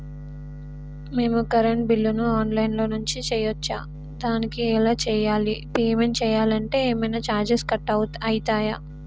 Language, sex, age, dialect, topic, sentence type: Telugu, female, 18-24, Telangana, banking, question